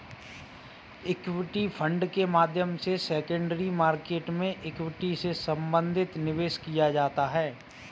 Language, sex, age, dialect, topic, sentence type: Hindi, male, 25-30, Kanauji Braj Bhasha, banking, statement